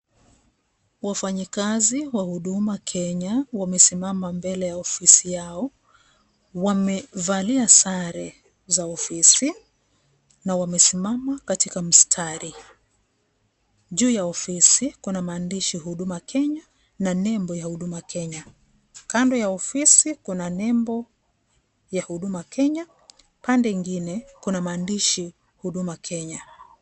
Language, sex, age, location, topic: Swahili, female, 36-49, Kisii, government